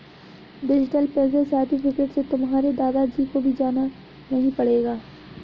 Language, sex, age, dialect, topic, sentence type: Hindi, female, 60-100, Awadhi Bundeli, banking, statement